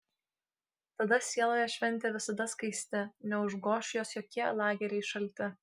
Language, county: Lithuanian, Kaunas